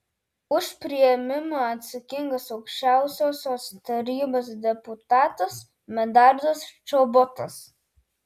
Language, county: Lithuanian, Telšiai